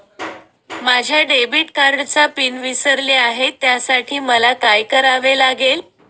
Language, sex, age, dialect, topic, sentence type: Marathi, female, 31-35, Northern Konkan, banking, question